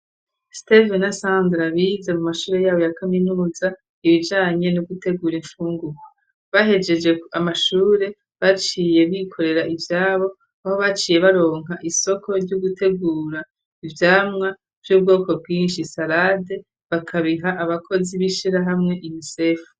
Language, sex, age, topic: Rundi, female, 36-49, education